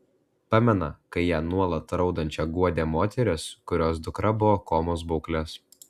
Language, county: Lithuanian, Klaipėda